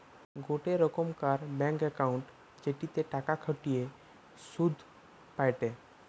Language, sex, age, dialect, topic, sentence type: Bengali, female, 25-30, Western, banking, statement